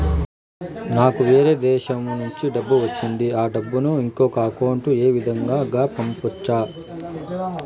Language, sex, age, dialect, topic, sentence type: Telugu, male, 46-50, Southern, banking, question